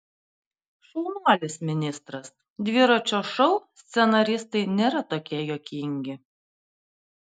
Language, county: Lithuanian, Panevėžys